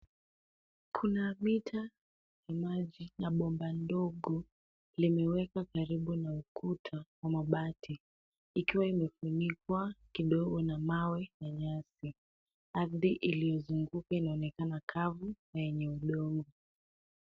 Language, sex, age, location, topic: Swahili, female, 18-24, Nairobi, government